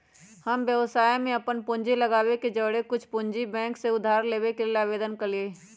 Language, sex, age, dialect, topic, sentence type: Magahi, female, 31-35, Western, banking, statement